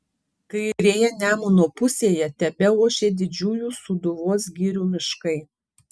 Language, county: Lithuanian, Kaunas